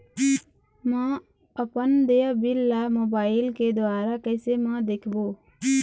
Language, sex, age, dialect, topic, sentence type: Chhattisgarhi, female, 18-24, Eastern, banking, question